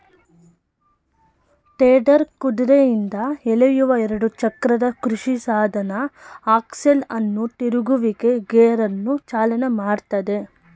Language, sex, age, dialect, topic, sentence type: Kannada, female, 25-30, Mysore Kannada, agriculture, statement